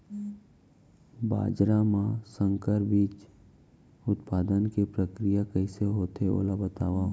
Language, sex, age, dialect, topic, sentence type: Chhattisgarhi, male, 18-24, Central, agriculture, question